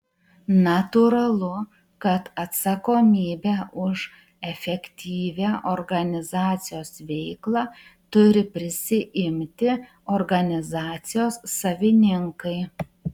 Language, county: Lithuanian, Utena